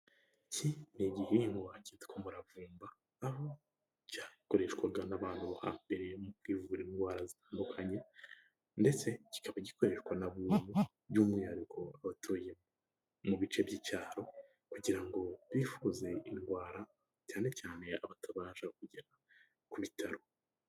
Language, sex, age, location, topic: Kinyarwanda, male, 18-24, Nyagatare, health